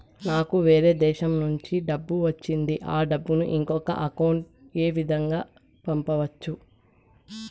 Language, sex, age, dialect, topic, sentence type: Telugu, female, 18-24, Southern, banking, question